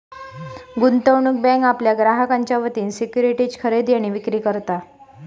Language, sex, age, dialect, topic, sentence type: Marathi, female, 56-60, Southern Konkan, banking, statement